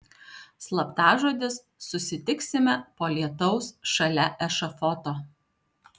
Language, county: Lithuanian, Alytus